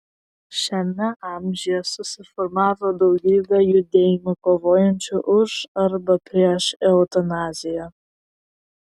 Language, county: Lithuanian, Vilnius